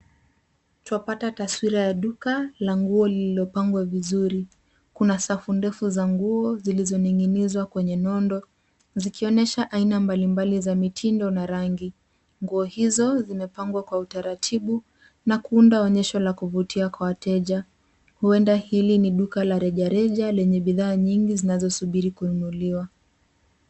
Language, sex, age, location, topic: Swahili, female, 18-24, Nairobi, finance